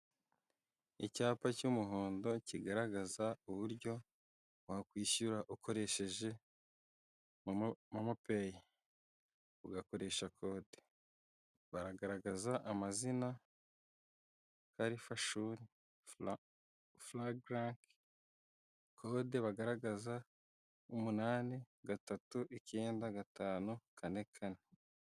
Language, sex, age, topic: Kinyarwanda, male, 18-24, finance